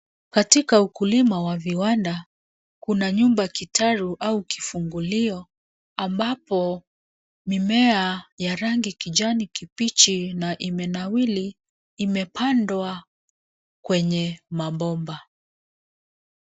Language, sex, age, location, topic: Swahili, female, 36-49, Nairobi, agriculture